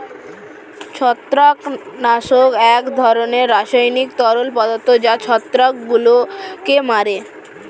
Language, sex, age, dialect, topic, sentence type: Bengali, female, 18-24, Standard Colloquial, agriculture, statement